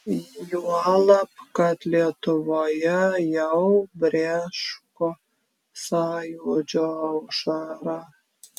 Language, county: Lithuanian, Klaipėda